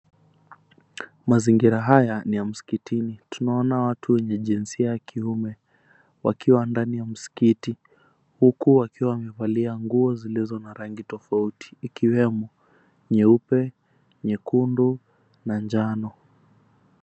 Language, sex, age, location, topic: Swahili, female, 50+, Mombasa, government